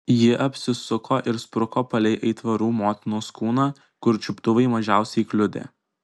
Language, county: Lithuanian, Kaunas